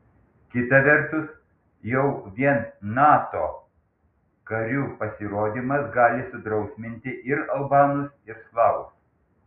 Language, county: Lithuanian, Panevėžys